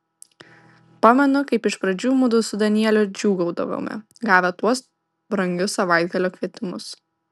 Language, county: Lithuanian, Vilnius